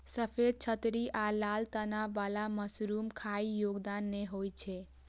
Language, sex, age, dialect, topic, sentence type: Maithili, female, 18-24, Eastern / Thethi, agriculture, statement